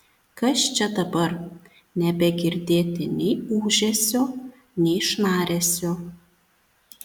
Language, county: Lithuanian, Panevėžys